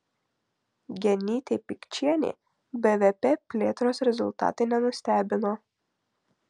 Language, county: Lithuanian, Marijampolė